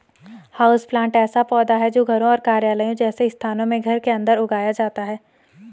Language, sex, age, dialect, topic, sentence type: Hindi, female, 18-24, Garhwali, agriculture, statement